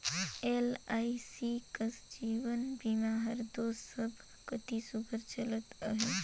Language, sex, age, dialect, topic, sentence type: Chhattisgarhi, female, 18-24, Northern/Bhandar, banking, statement